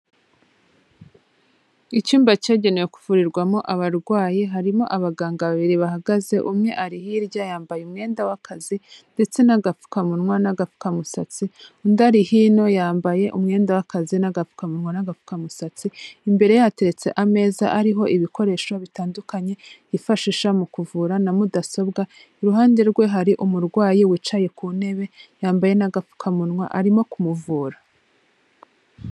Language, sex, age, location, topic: Kinyarwanda, female, 25-35, Kigali, health